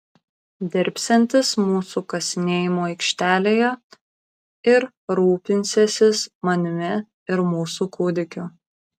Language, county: Lithuanian, Kaunas